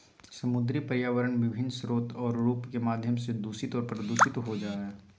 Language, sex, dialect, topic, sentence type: Magahi, male, Southern, agriculture, statement